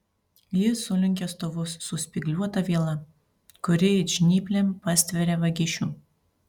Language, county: Lithuanian, Panevėžys